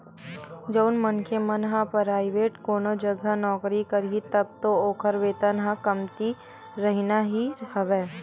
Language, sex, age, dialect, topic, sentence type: Chhattisgarhi, female, 18-24, Western/Budati/Khatahi, banking, statement